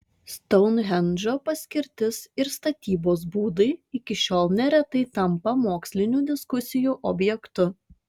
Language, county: Lithuanian, Šiauliai